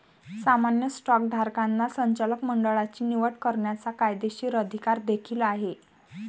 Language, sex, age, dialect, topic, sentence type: Marathi, female, 18-24, Varhadi, banking, statement